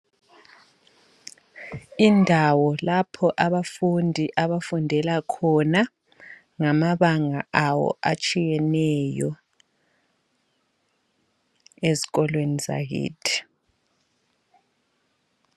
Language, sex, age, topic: North Ndebele, male, 25-35, education